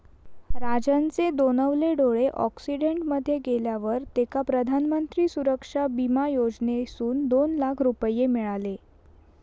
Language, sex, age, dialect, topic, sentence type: Marathi, female, 18-24, Southern Konkan, banking, statement